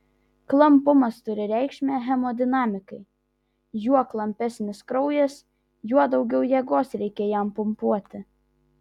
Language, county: Lithuanian, Vilnius